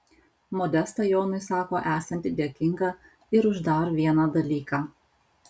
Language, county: Lithuanian, Alytus